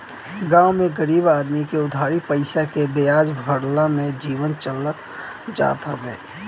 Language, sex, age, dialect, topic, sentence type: Bhojpuri, male, 25-30, Northern, banking, statement